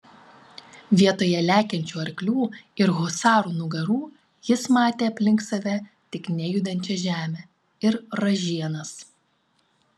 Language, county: Lithuanian, Klaipėda